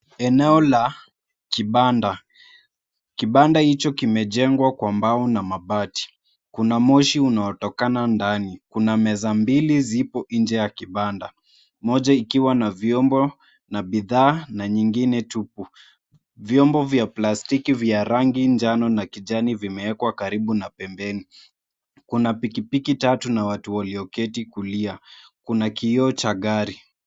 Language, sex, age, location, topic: Swahili, male, 25-35, Mombasa, government